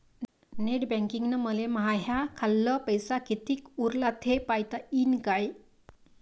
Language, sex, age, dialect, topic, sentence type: Marathi, female, 56-60, Varhadi, banking, question